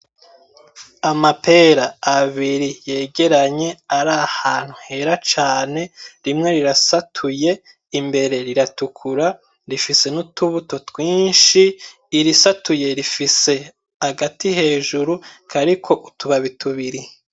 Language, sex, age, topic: Rundi, male, 25-35, agriculture